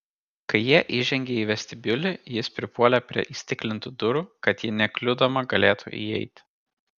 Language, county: Lithuanian, Kaunas